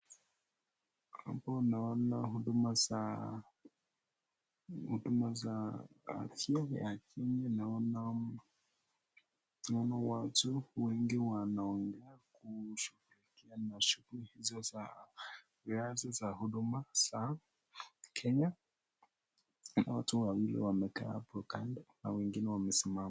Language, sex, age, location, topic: Swahili, male, 18-24, Nakuru, government